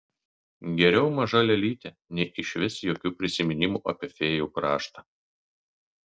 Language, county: Lithuanian, Kaunas